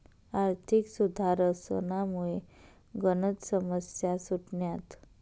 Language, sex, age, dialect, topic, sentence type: Marathi, female, 18-24, Northern Konkan, banking, statement